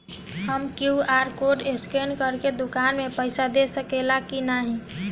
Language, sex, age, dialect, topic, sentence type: Bhojpuri, female, 25-30, Northern, banking, question